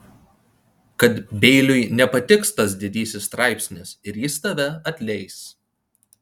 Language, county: Lithuanian, Panevėžys